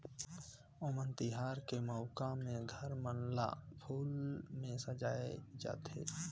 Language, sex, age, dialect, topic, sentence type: Chhattisgarhi, male, 25-30, Northern/Bhandar, agriculture, statement